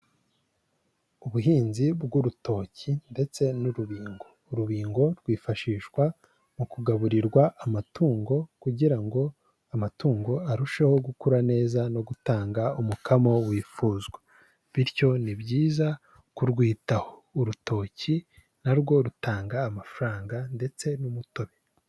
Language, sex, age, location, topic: Kinyarwanda, male, 18-24, Huye, agriculture